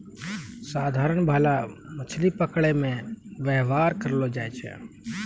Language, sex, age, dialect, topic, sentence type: Maithili, male, 25-30, Angika, agriculture, statement